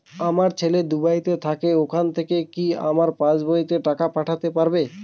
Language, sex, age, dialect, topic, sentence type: Bengali, male, 41-45, Northern/Varendri, banking, question